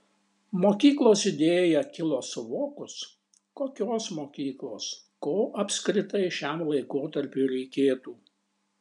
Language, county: Lithuanian, Šiauliai